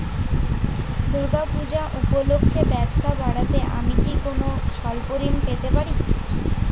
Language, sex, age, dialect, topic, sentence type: Bengali, female, 18-24, Jharkhandi, banking, question